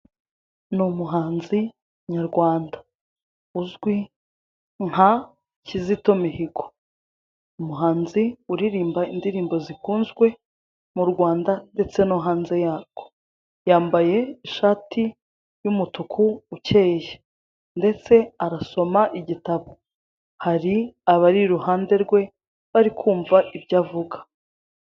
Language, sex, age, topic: Kinyarwanda, female, 25-35, government